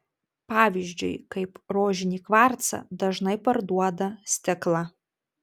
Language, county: Lithuanian, Tauragė